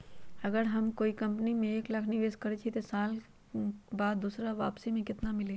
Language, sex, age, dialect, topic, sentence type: Magahi, female, 25-30, Western, banking, question